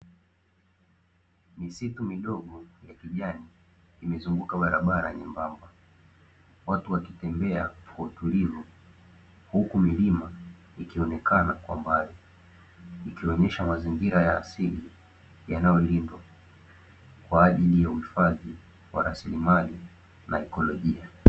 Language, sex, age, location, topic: Swahili, male, 18-24, Dar es Salaam, agriculture